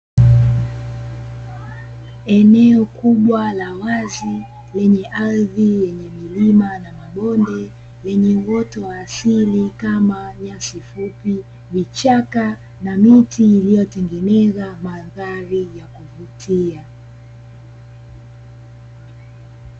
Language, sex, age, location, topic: Swahili, female, 18-24, Dar es Salaam, agriculture